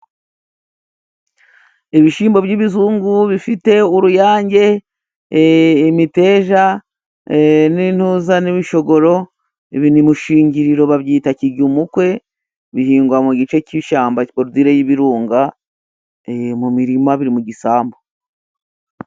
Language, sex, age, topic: Kinyarwanda, female, 36-49, agriculture